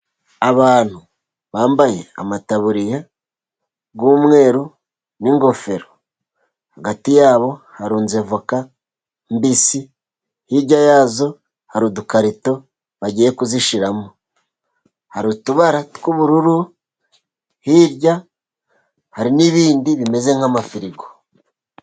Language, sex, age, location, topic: Kinyarwanda, male, 36-49, Musanze, agriculture